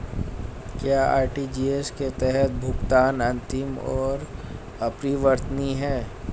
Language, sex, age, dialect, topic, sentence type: Hindi, male, 18-24, Hindustani Malvi Khadi Boli, banking, question